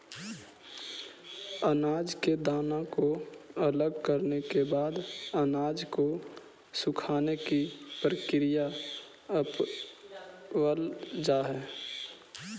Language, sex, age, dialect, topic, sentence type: Magahi, male, 18-24, Central/Standard, agriculture, statement